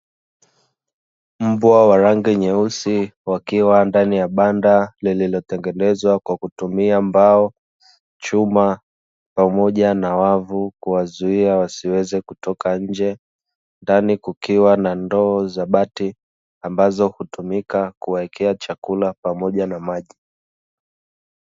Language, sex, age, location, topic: Swahili, male, 25-35, Dar es Salaam, agriculture